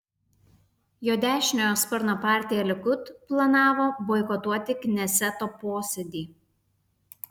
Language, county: Lithuanian, Alytus